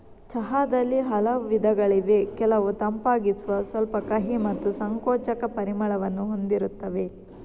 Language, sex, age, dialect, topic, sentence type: Kannada, female, 18-24, Coastal/Dakshin, agriculture, statement